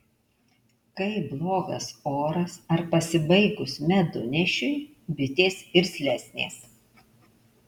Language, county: Lithuanian, Alytus